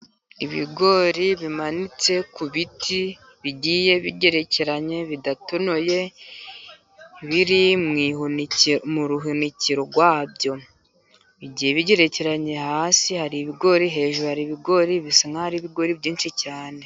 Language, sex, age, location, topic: Kinyarwanda, female, 50+, Musanze, agriculture